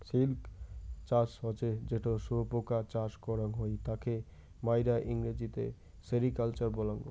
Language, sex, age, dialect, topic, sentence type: Bengali, male, 18-24, Rajbangshi, agriculture, statement